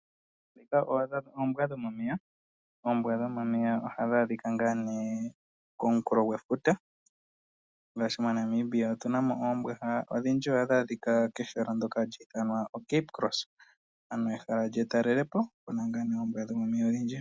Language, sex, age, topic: Oshiwambo, male, 18-24, agriculture